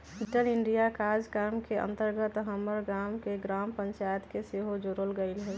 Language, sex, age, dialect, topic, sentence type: Magahi, female, 31-35, Western, banking, statement